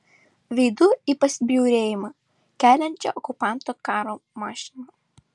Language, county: Lithuanian, Šiauliai